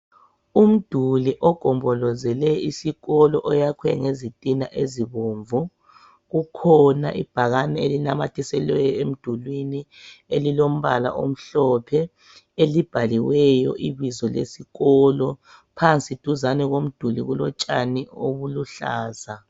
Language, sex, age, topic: North Ndebele, female, 36-49, education